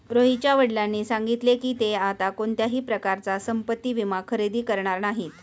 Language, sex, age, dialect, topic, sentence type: Marathi, female, 41-45, Standard Marathi, banking, statement